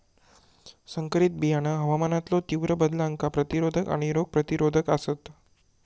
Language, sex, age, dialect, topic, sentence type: Marathi, male, 18-24, Southern Konkan, agriculture, statement